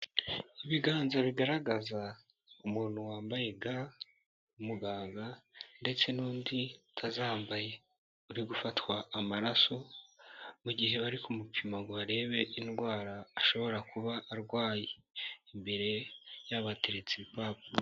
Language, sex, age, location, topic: Kinyarwanda, male, 18-24, Nyagatare, health